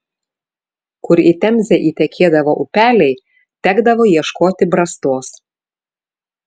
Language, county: Lithuanian, Vilnius